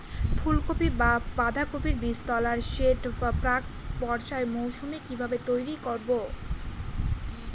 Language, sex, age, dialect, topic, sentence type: Bengali, female, 18-24, Northern/Varendri, agriculture, question